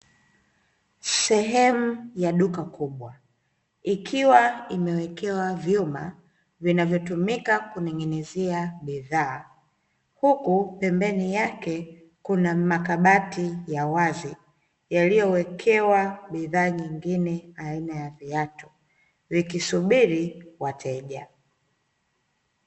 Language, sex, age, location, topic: Swahili, female, 25-35, Dar es Salaam, finance